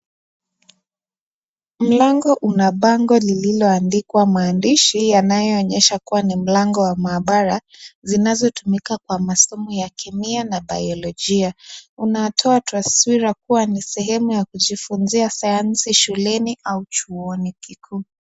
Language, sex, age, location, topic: Swahili, female, 18-24, Nakuru, education